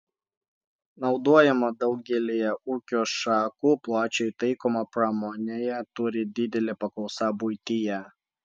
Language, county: Lithuanian, Vilnius